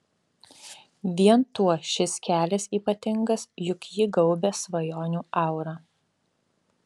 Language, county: Lithuanian, Alytus